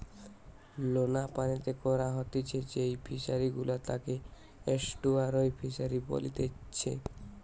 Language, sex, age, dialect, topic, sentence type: Bengali, male, 18-24, Western, agriculture, statement